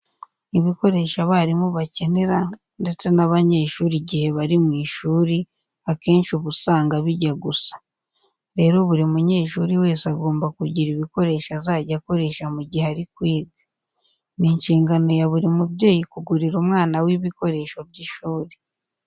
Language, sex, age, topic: Kinyarwanda, female, 25-35, education